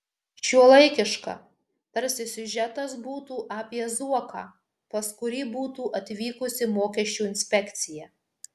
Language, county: Lithuanian, Marijampolė